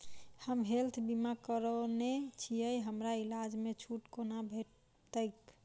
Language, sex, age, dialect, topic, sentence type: Maithili, female, 25-30, Southern/Standard, banking, question